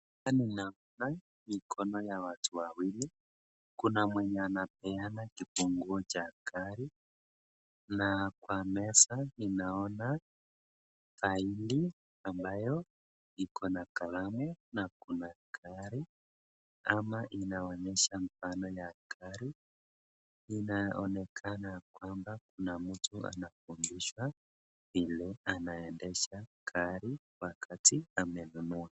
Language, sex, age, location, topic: Swahili, male, 25-35, Nakuru, finance